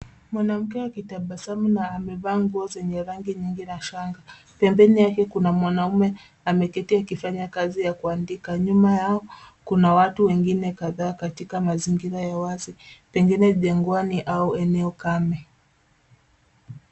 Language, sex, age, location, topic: Swahili, female, 25-35, Nairobi, health